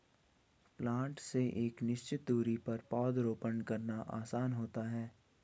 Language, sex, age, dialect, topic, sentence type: Hindi, male, 18-24, Garhwali, agriculture, statement